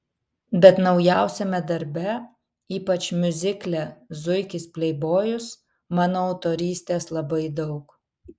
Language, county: Lithuanian, Vilnius